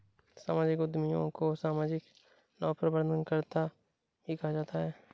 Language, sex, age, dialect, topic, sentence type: Hindi, male, 18-24, Awadhi Bundeli, banking, statement